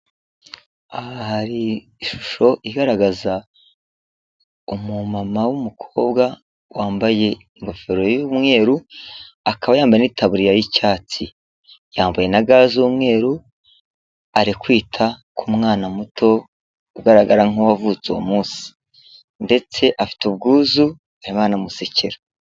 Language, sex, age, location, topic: Kinyarwanda, male, 36-49, Kigali, health